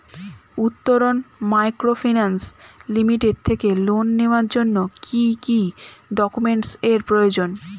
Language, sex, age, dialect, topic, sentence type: Bengali, female, 25-30, Standard Colloquial, banking, question